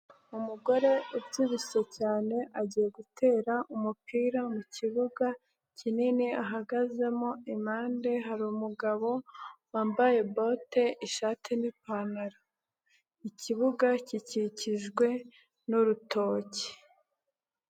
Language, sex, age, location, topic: Kinyarwanda, male, 25-35, Nyagatare, government